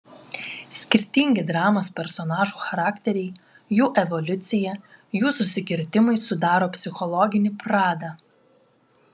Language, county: Lithuanian, Klaipėda